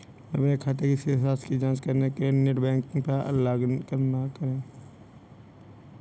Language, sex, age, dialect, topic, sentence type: Hindi, male, 25-30, Marwari Dhudhari, banking, question